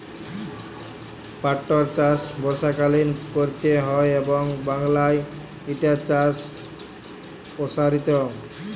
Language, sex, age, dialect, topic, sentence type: Bengali, male, 18-24, Jharkhandi, agriculture, statement